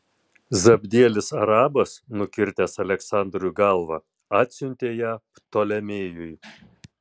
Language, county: Lithuanian, Tauragė